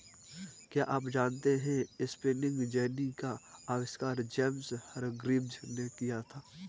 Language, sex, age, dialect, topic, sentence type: Hindi, male, 18-24, Kanauji Braj Bhasha, agriculture, statement